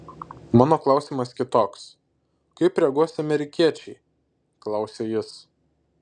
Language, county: Lithuanian, Šiauliai